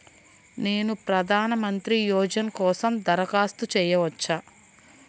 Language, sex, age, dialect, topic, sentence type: Telugu, female, 31-35, Central/Coastal, banking, question